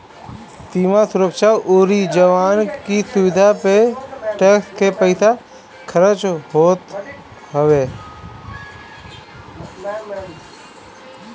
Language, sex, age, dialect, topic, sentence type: Bhojpuri, male, 36-40, Northern, banking, statement